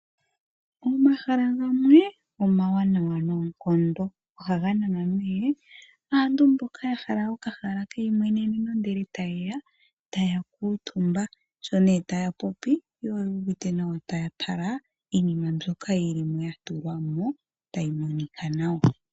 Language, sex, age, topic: Oshiwambo, female, 18-24, agriculture